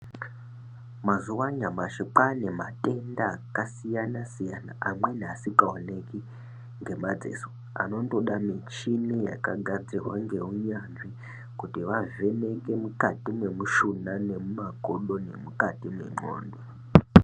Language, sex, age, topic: Ndau, male, 18-24, health